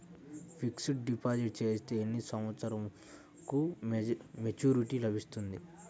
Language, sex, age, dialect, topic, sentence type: Telugu, male, 60-100, Central/Coastal, banking, question